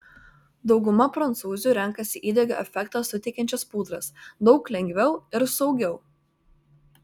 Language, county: Lithuanian, Vilnius